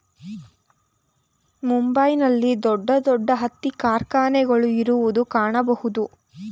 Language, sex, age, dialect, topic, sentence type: Kannada, female, 46-50, Mysore Kannada, agriculture, statement